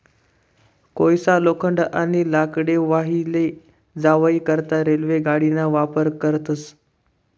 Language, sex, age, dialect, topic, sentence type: Marathi, male, 18-24, Northern Konkan, banking, statement